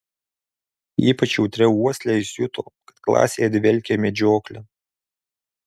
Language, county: Lithuanian, Alytus